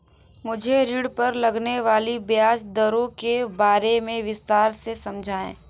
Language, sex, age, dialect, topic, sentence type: Hindi, female, 18-24, Hindustani Malvi Khadi Boli, banking, question